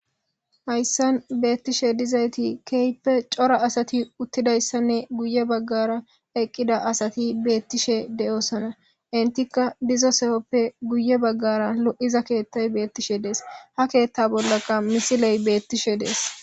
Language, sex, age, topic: Gamo, male, 18-24, government